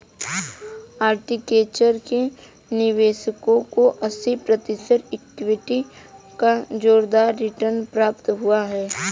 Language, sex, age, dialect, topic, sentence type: Hindi, female, 18-24, Hindustani Malvi Khadi Boli, banking, statement